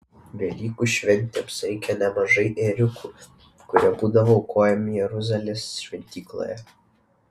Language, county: Lithuanian, Vilnius